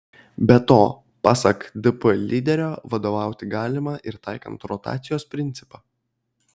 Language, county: Lithuanian, Kaunas